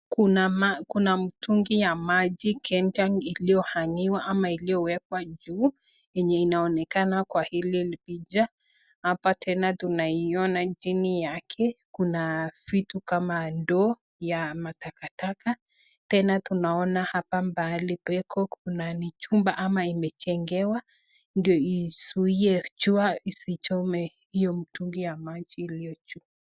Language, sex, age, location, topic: Swahili, female, 25-35, Nakuru, government